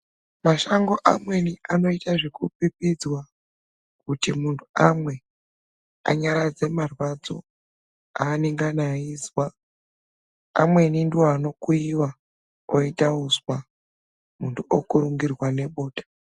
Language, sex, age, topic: Ndau, male, 18-24, health